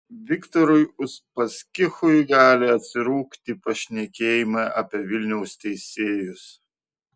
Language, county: Lithuanian, Vilnius